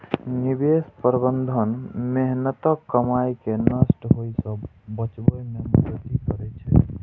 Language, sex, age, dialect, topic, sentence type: Maithili, male, 41-45, Eastern / Thethi, banking, statement